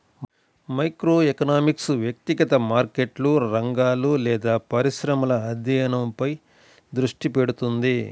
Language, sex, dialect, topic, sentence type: Telugu, male, Central/Coastal, banking, statement